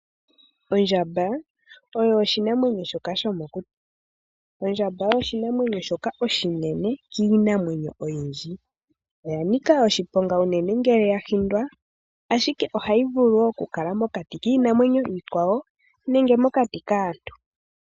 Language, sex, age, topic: Oshiwambo, female, 18-24, agriculture